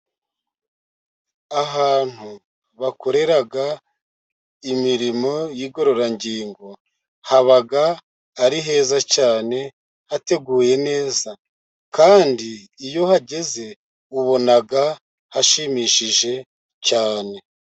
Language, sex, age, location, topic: Kinyarwanda, male, 50+, Musanze, government